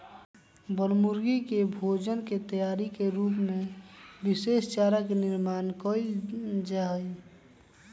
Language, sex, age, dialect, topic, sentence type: Magahi, male, 25-30, Western, agriculture, statement